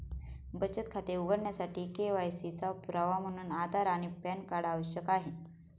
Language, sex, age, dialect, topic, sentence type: Marathi, female, 25-30, Standard Marathi, banking, statement